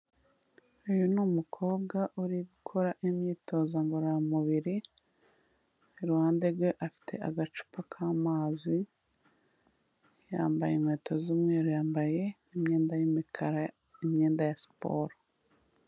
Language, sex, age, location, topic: Kinyarwanda, female, 25-35, Kigali, health